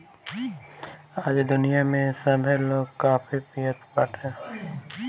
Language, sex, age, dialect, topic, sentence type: Bhojpuri, male, 18-24, Northern, agriculture, statement